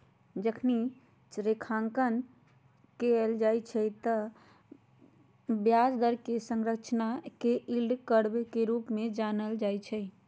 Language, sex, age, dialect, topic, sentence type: Magahi, male, 36-40, Western, banking, statement